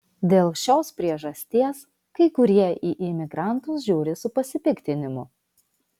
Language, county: Lithuanian, Vilnius